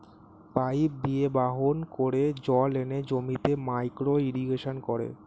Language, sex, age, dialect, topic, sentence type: Bengali, male, 18-24, Standard Colloquial, agriculture, statement